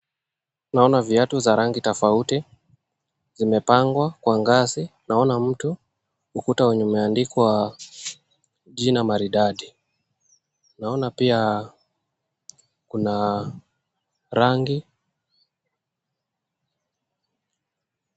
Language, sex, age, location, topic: Swahili, male, 25-35, Nakuru, finance